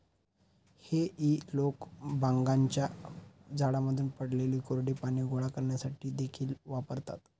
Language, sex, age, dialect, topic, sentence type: Marathi, male, 25-30, Standard Marathi, agriculture, statement